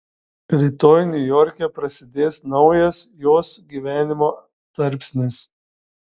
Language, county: Lithuanian, Šiauliai